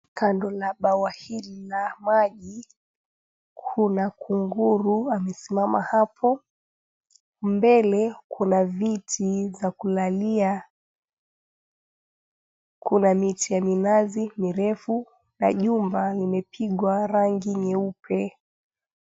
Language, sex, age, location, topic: Swahili, female, 25-35, Mombasa, government